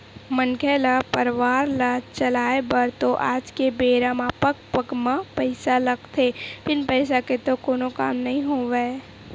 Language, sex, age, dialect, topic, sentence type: Chhattisgarhi, female, 18-24, Western/Budati/Khatahi, banking, statement